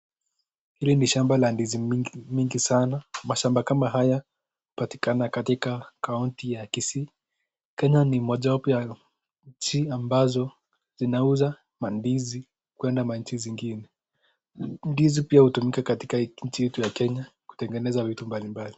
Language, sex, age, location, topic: Swahili, male, 18-24, Nakuru, agriculture